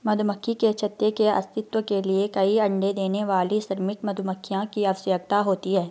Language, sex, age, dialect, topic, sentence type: Hindi, female, 56-60, Garhwali, agriculture, statement